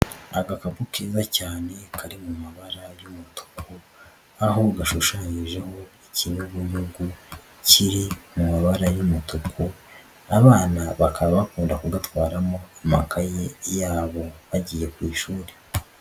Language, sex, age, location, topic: Kinyarwanda, male, 50+, Nyagatare, education